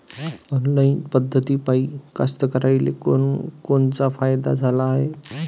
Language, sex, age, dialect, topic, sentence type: Marathi, male, 25-30, Varhadi, agriculture, question